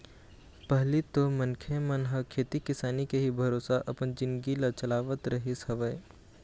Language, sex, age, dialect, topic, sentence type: Chhattisgarhi, male, 18-24, Eastern, agriculture, statement